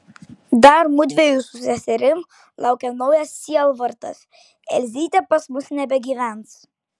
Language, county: Lithuanian, Klaipėda